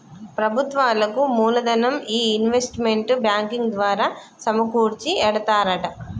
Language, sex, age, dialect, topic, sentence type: Telugu, female, 36-40, Telangana, banking, statement